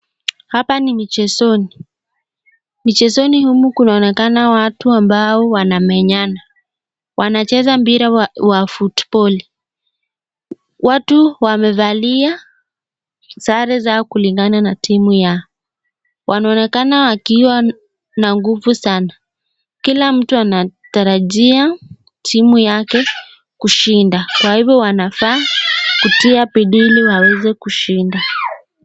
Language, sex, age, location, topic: Swahili, female, 50+, Nakuru, government